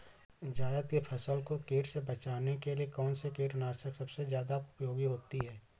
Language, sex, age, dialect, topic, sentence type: Hindi, male, 25-30, Awadhi Bundeli, agriculture, question